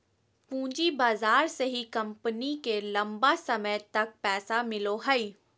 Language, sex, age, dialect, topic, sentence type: Magahi, female, 18-24, Southern, banking, statement